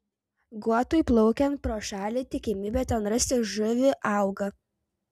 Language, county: Lithuanian, Vilnius